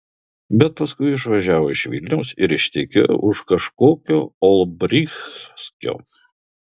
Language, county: Lithuanian, Klaipėda